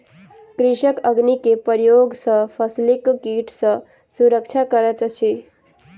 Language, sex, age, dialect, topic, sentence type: Maithili, female, 18-24, Southern/Standard, agriculture, statement